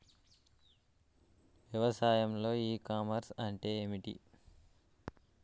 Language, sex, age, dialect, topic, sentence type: Telugu, male, 18-24, Telangana, agriculture, question